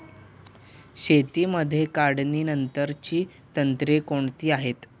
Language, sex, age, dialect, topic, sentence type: Marathi, male, 18-24, Standard Marathi, agriculture, question